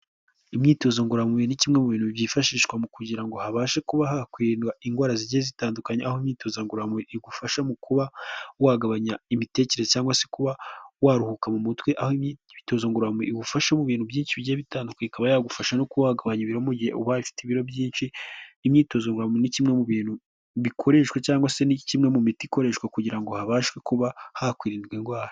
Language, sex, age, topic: Kinyarwanda, male, 18-24, health